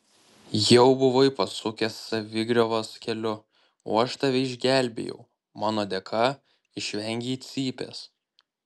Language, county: Lithuanian, Panevėžys